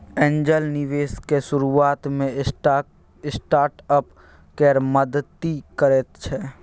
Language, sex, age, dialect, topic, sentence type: Maithili, male, 36-40, Bajjika, banking, statement